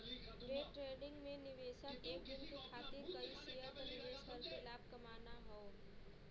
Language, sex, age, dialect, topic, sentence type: Bhojpuri, female, 18-24, Western, banking, statement